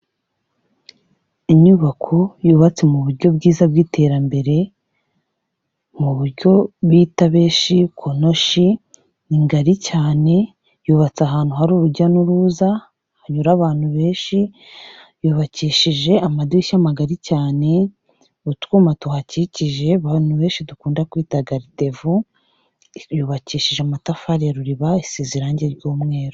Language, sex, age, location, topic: Kinyarwanda, female, 25-35, Kigali, health